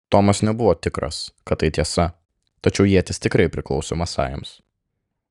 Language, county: Lithuanian, Klaipėda